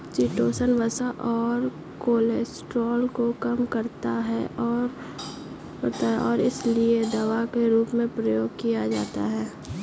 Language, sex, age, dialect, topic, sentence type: Hindi, female, 18-24, Kanauji Braj Bhasha, agriculture, statement